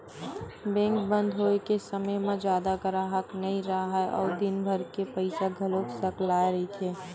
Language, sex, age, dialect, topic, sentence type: Chhattisgarhi, female, 18-24, Western/Budati/Khatahi, banking, statement